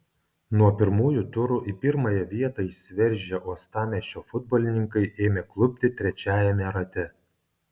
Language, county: Lithuanian, Kaunas